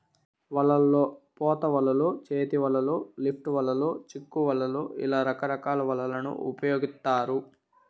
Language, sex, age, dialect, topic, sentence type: Telugu, male, 51-55, Southern, agriculture, statement